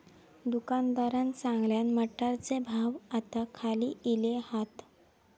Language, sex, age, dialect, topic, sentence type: Marathi, female, 18-24, Southern Konkan, agriculture, statement